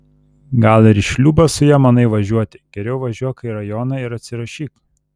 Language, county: Lithuanian, Telšiai